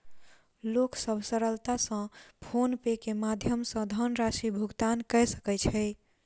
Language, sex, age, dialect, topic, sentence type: Maithili, female, 51-55, Southern/Standard, banking, statement